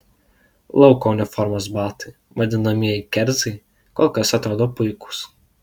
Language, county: Lithuanian, Alytus